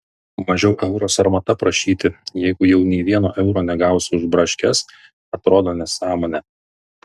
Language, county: Lithuanian, Vilnius